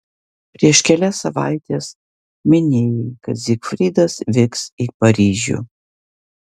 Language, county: Lithuanian, Vilnius